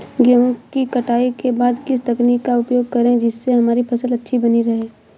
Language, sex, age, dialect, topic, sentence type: Hindi, female, 18-24, Awadhi Bundeli, agriculture, question